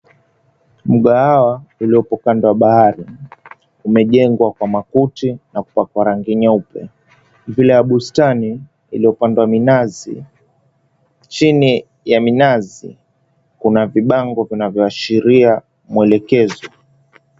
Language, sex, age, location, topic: Swahili, male, 18-24, Mombasa, government